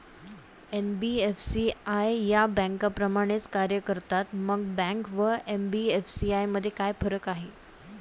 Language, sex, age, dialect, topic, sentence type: Marathi, female, 18-24, Standard Marathi, banking, question